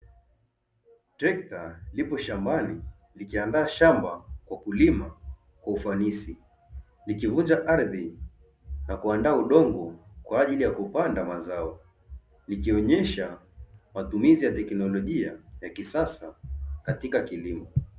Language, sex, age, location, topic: Swahili, male, 25-35, Dar es Salaam, agriculture